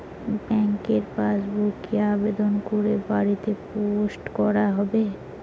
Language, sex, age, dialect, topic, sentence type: Bengali, female, 18-24, Rajbangshi, banking, question